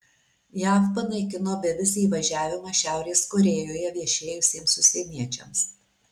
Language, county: Lithuanian, Alytus